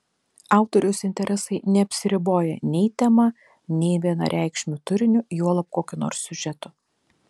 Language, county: Lithuanian, Telšiai